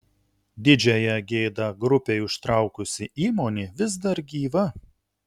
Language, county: Lithuanian, Utena